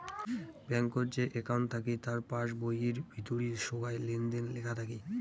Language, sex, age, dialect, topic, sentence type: Bengali, male, <18, Rajbangshi, banking, statement